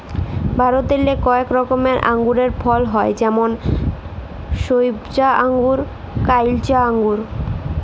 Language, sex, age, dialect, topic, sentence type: Bengali, female, 18-24, Jharkhandi, agriculture, statement